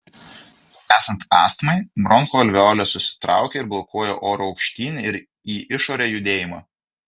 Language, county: Lithuanian, Vilnius